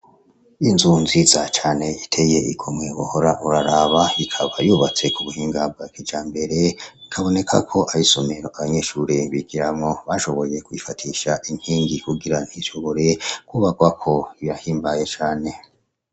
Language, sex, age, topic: Rundi, male, 25-35, education